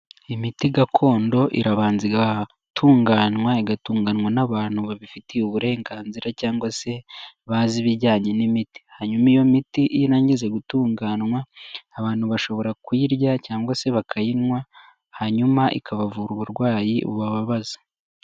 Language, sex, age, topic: Kinyarwanda, male, 18-24, health